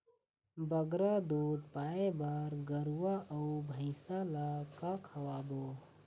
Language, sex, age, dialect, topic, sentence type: Chhattisgarhi, male, 18-24, Eastern, agriculture, question